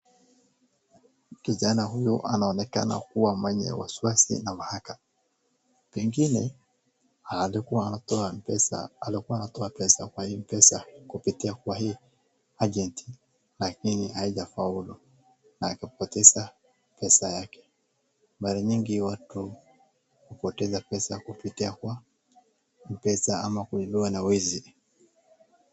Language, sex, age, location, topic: Swahili, male, 25-35, Wajir, finance